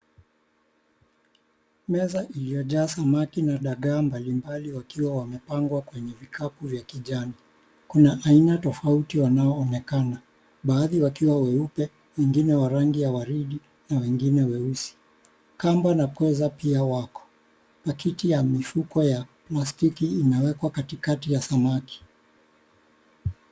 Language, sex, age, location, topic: Swahili, male, 36-49, Mombasa, agriculture